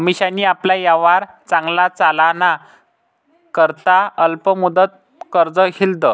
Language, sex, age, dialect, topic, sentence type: Marathi, male, 51-55, Northern Konkan, banking, statement